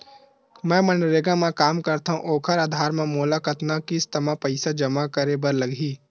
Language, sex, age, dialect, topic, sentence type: Chhattisgarhi, male, 18-24, Western/Budati/Khatahi, banking, question